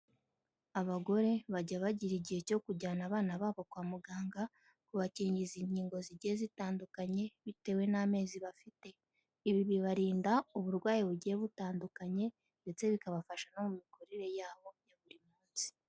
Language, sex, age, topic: Kinyarwanda, female, 18-24, health